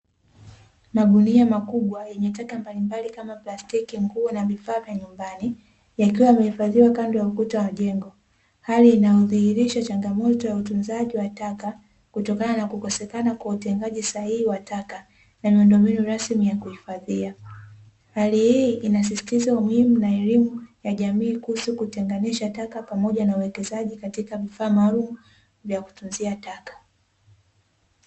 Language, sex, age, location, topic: Swahili, female, 18-24, Dar es Salaam, government